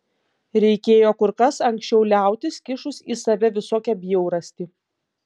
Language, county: Lithuanian, Panevėžys